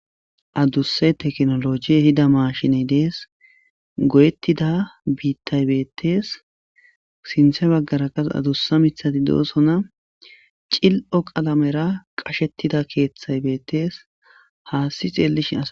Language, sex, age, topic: Gamo, male, 18-24, agriculture